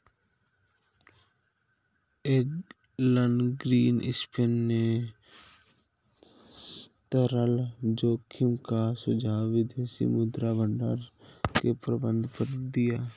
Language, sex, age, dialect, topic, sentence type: Hindi, male, 18-24, Awadhi Bundeli, banking, statement